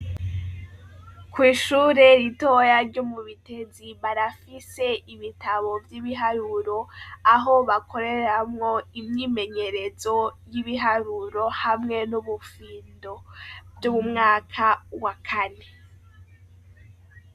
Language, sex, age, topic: Rundi, female, 18-24, education